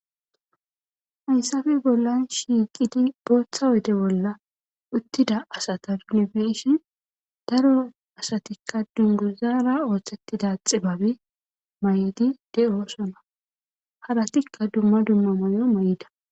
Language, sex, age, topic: Gamo, female, 18-24, government